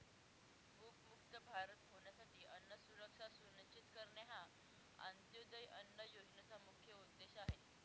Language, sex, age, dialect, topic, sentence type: Marathi, female, 18-24, Northern Konkan, agriculture, statement